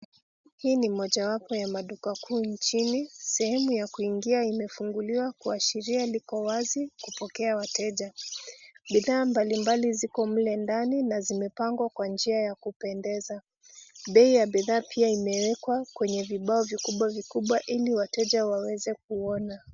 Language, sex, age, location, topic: Swahili, female, 36-49, Nairobi, finance